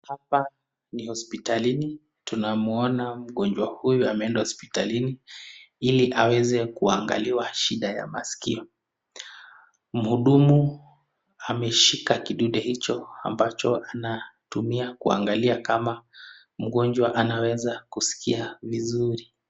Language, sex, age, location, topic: Swahili, male, 25-35, Nakuru, health